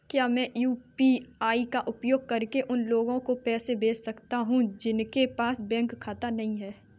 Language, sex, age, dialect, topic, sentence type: Hindi, female, 18-24, Kanauji Braj Bhasha, banking, question